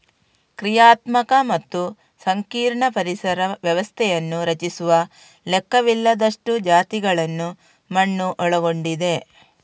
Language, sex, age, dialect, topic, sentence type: Kannada, female, 36-40, Coastal/Dakshin, agriculture, statement